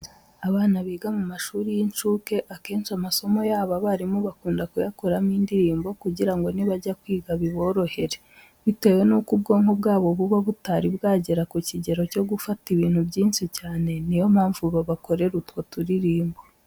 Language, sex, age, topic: Kinyarwanda, female, 18-24, education